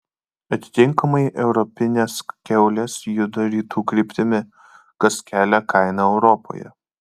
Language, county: Lithuanian, Kaunas